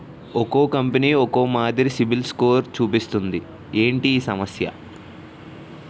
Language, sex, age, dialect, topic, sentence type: Telugu, male, 18-24, Utterandhra, banking, question